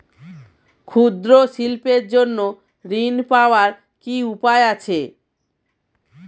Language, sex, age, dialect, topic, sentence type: Bengali, female, 36-40, Standard Colloquial, banking, question